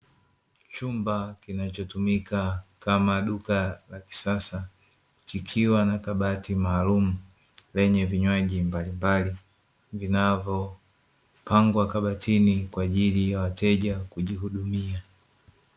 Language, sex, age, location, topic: Swahili, male, 25-35, Dar es Salaam, finance